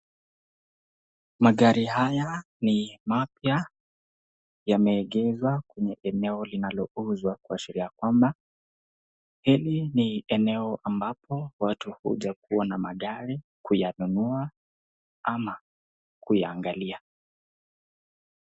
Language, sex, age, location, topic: Swahili, female, 25-35, Nakuru, finance